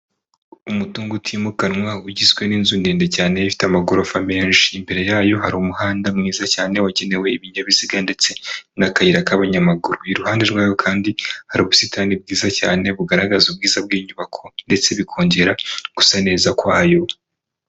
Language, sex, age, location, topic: Kinyarwanda, male, 25-35, Kigali, government